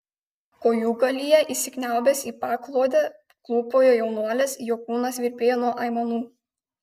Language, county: Lithuanian, Kaunas